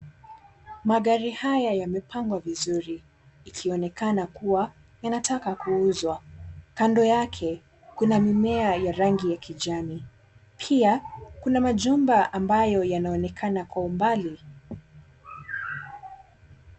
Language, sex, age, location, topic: Swahili, female, 18-24, Mombasa, finance